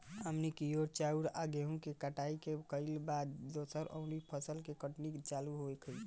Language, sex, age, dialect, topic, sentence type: Bhojpuri, male, 18-24, Southern / Standard, agriculture, statement